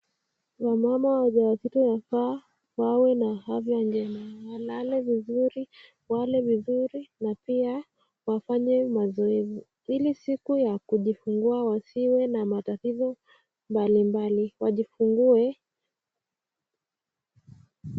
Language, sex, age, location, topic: Swahili, female, 18-24, Nakuru, health